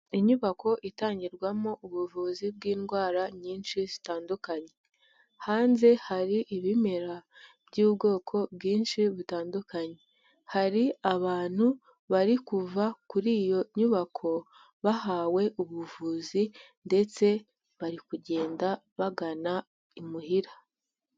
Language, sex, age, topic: Kinyarwanda, female, 18-24, health